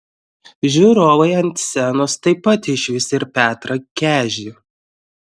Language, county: Lithuanian, Klaipėda